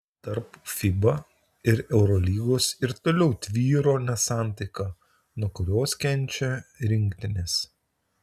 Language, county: Lithuanian, Utena